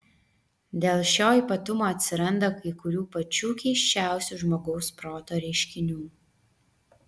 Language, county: Lithuanian, Vilnius